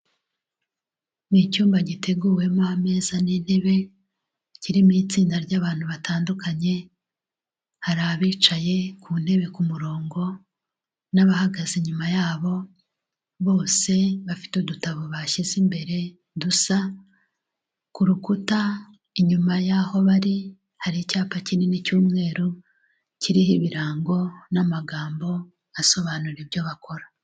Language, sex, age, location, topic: Kinyarwanda, female, 36-49, Kigali, health